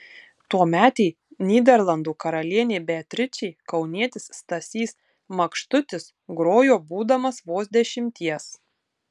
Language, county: Lithuanian, Tauragė